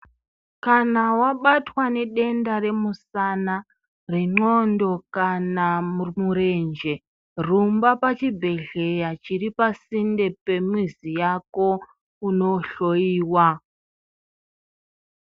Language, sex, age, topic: Ndau, female, 36-49, health